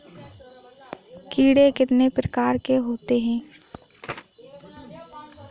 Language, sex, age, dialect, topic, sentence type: Hindi, female, 18-24, Kanauji Braj Bhasha, agriculture, question